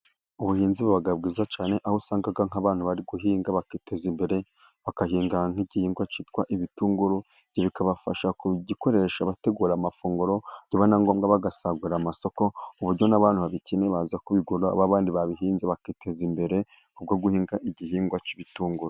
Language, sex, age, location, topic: Kinyarwanda, male, 25-35, Burera, agriculture